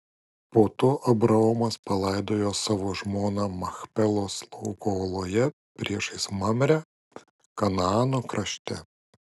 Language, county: Lithuanian, Kaunas